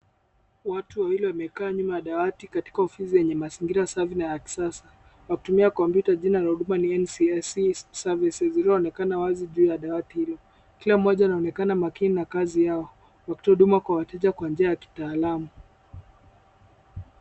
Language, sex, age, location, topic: Swahili, male, 25-35, Kisumu, government